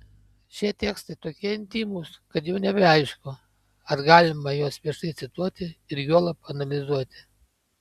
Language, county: Lithuanian, Panevėžys